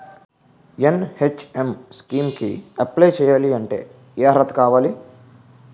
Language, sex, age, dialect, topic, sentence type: Telugu, male, 18-24, Utterandhra, agriculture, question